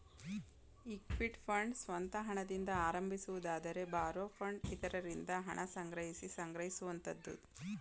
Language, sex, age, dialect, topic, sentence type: Kannada, female, 18-24, Mysore Kannada, banking, statement